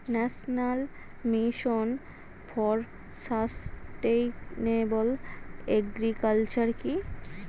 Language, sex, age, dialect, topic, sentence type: Bengali, female, 36-40, Standard Colloquial, agriculture, question